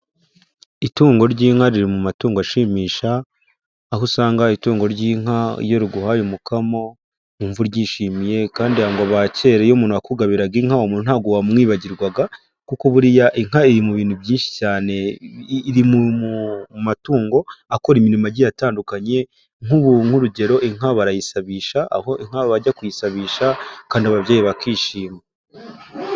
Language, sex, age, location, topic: Kinyarwanda, male, 18-24, Huye, agriculture